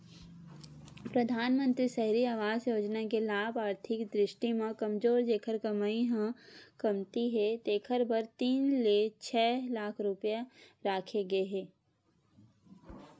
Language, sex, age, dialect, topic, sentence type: Chhattisgarhi, female, 18-24, Western/Budati/Khatahi, banking, statement